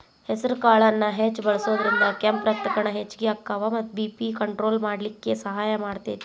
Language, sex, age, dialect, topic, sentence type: Kannada, male, 41-45, Dharwad Kannada, agriculture, statement